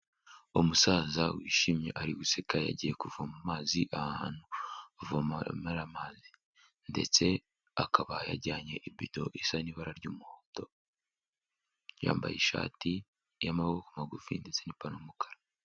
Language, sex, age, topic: Kinyarwanda, male, 18-24, health